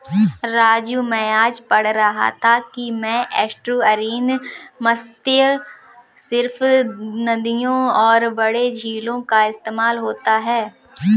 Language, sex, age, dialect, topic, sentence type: Hindi, female, 18-24, Kanauji Braj Bhasha, agriculture, statement